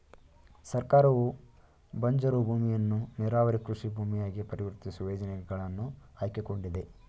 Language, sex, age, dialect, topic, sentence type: Kannada, male, 18-24, Mysore Kannada, agriculture, statement